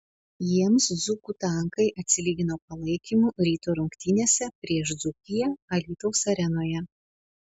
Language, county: Lithuanian, Panevėžys